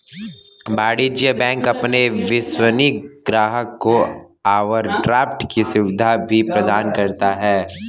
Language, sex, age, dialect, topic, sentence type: Hindi, male, 25-30, Kanauji Braj Bhasha, banking, statement